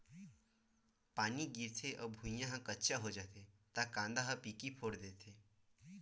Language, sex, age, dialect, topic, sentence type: Chhattisgarhi, male, 18-24, Western/Budati/Khatahi, agriculture, statement